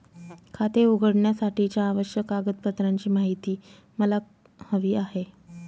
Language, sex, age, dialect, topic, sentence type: Marathi, female, 18-24, Northern Konkan, banking, question